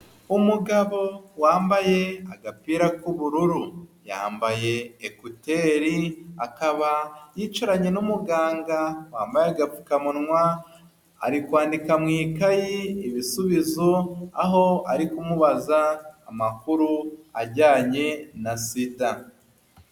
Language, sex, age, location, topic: Kinyarwanda, male, 25-35, Huye, health